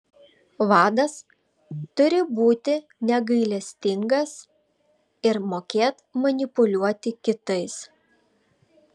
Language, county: Lithuanian, Vilnius